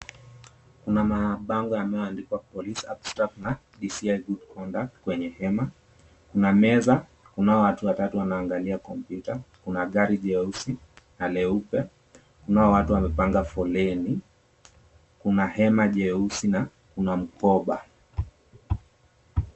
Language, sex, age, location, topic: Swahili, male, 18-24, Mombasa, government